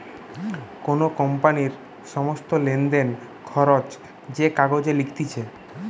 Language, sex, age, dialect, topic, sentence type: Bengali, female, 25-30, Western, banking, statement